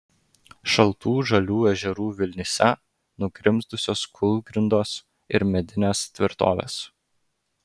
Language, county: Lithuanian, Klaipėda